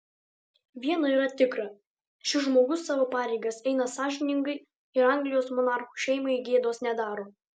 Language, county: Lithuanian, Alytus